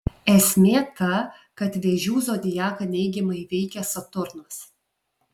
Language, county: Lithuanian, Alytus